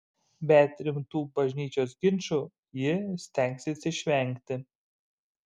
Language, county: Lithuanian, Šiauliai